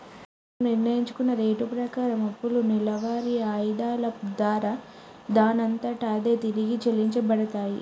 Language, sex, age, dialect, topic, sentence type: Telugu, female, 18-24, Telangana, banking, statement